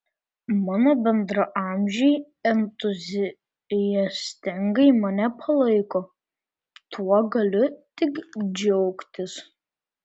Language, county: Lithuanian, Vilnius